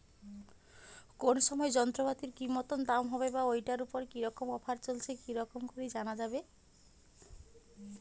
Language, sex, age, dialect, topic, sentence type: Bengali, female, 36-40, Rajbangshi, agriculture, question